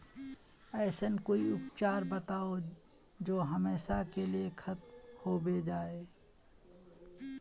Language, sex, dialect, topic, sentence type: Magahi, male, Northeastern/Surjapuri, agriculture, question